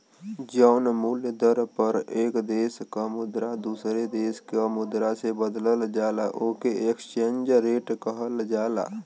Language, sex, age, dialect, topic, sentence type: Bhojpuri, male, 18-24, Western, banking, statement